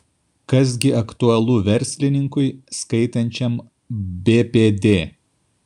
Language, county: Lithuanian, Kaunas